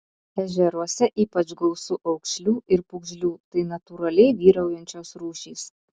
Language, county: Lithuanian, Utena